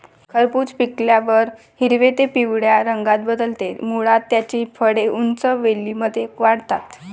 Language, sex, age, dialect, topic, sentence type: Marathi, female, 18-24, Varhadi, agriculture, statement